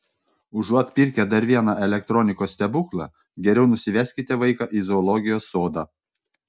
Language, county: Lithuanian, Panevėžys